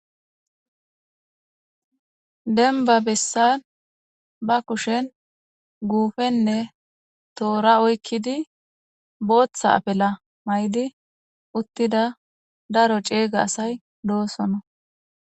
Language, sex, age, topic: Gamo, female, 18-24, government